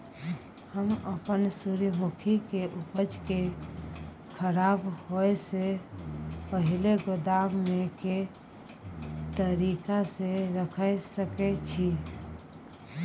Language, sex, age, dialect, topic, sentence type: Maithili, female, 31-35, Bajjika, agriculture, question